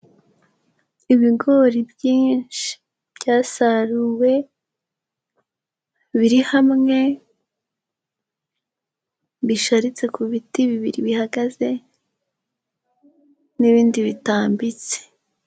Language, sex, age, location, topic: Kinyarwanda, female, 18-24, Huye, agriculture